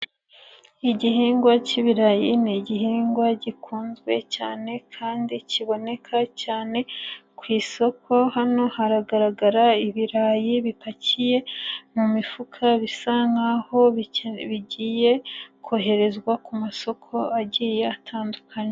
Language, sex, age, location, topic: Kinyarwanda, female, 25-35, Nyagatare, agriculture